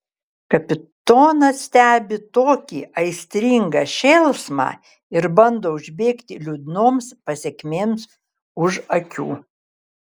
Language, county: Lithuanian, Kaunas